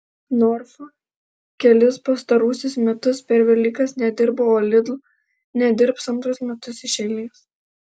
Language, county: Lithuanian, Alytus